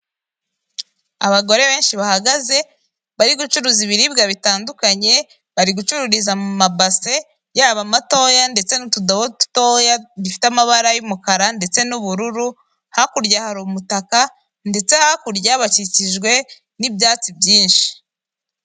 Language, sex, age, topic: Kinyarwanda, female, 18-24, finance